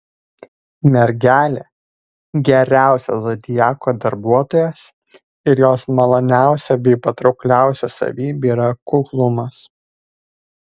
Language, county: Lithuanian, Vilnius